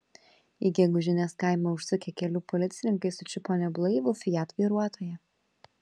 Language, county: Lithuanian, Kaunas